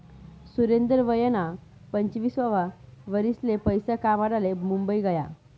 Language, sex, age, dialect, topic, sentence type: Marathi, female, 31-35, Northern Konkan, banking, statement